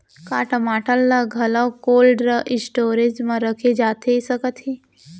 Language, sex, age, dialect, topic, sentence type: Chhattisgarhi, female, 18-24, Central, agriculture, question